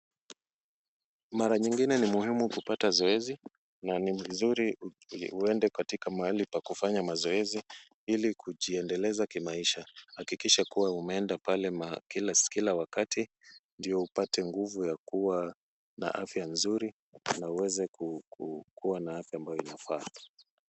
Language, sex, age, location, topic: Swahili, male, 36-49, Kisumu, health